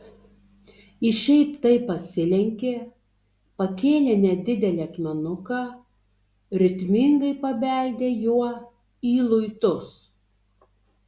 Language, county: Lithuanian, Tauragė